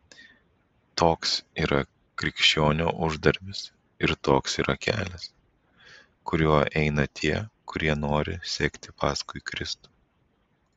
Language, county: Lithuanian, Vilnius